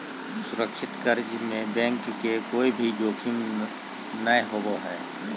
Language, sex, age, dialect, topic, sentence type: Magahi, male, 36-40, Southern, banking, statement